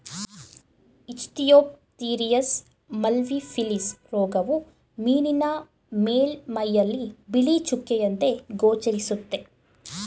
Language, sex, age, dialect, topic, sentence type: Kannada, female, 18-24, Mysore Kannada, agriculture, statement